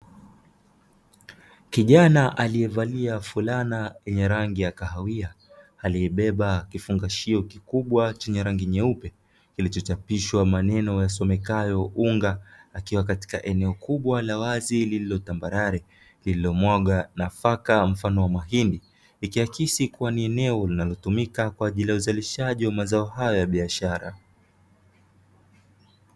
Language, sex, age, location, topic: Swahili, male, 25-35, Dar es Salaam, agriculture